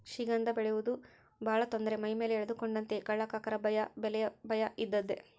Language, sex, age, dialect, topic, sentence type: Kannada, male, 60-100, Central, agriculture, statement